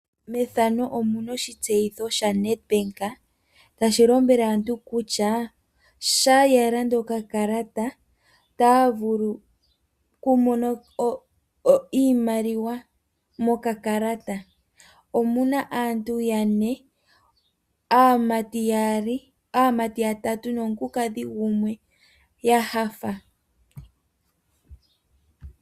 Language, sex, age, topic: Oshiwambo, female, 18-24, finance